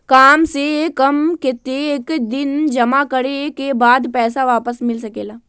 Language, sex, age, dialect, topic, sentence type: Magahi, female, 18-24, Western, banking, question